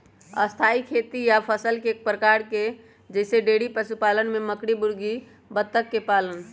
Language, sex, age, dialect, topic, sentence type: Magahi, male, 18-24, Western, agriculture, statement